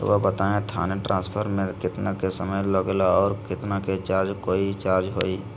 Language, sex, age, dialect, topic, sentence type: Magahi, male, 56-60, Southern, banking, question